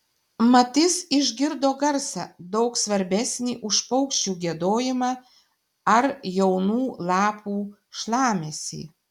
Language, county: Lithuanian, Šiauliai